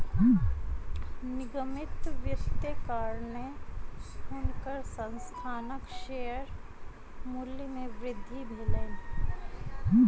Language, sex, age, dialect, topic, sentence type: Maithili, female, 25-30, Southern/Standard, banking, statement